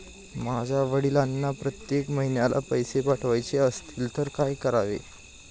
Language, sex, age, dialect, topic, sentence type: Marathi, male, 18-24, Standard Marathi, banking, question